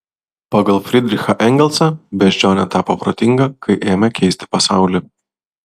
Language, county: Lithuanian, Vilnius